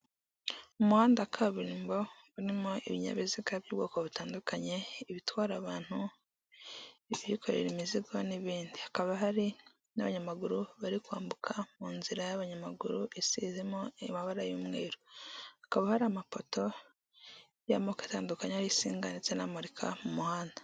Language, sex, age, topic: Kinyarwanda, male, 18-24, government